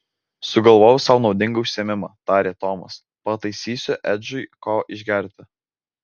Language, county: Lithuanian, Vilnius